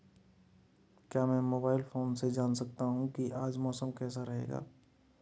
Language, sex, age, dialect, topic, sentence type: Hindi, male, 31-35, Marwari Dhudhari, agriculture, question